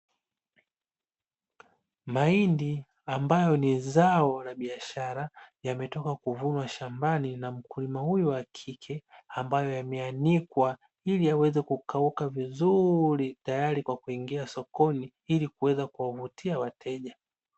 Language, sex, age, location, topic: Swahili, male, 25-35, Dar es Salaam, agriculture